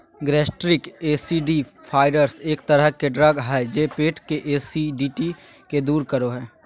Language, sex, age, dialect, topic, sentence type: Magahi, male, 31-35, Southern, agriculture, statement